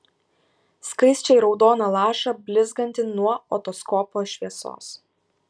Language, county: Lithuanian, Kaunas